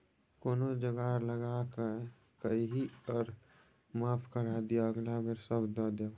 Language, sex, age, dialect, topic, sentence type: Maithili, male, 18-24, Bajjika, banking, statement